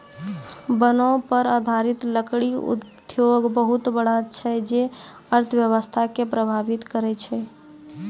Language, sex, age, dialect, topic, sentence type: Maithili, female, 18-24, Angika, agriculture, statement